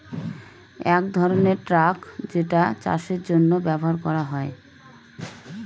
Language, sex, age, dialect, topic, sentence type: Bengali, female, 31-35, Northern/Varendri, agriculture, statement